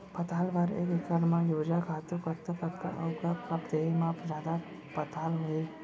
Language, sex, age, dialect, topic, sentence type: Chhattisgarhi, male, 18-24, Central, agriculture, question